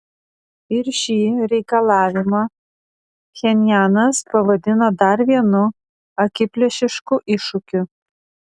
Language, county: Lithuanian, Vilnius